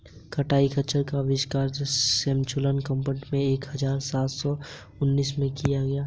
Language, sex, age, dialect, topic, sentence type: Hindi, male, 18-24, Hindustani Malvi Khadi Boli, agriculture, statement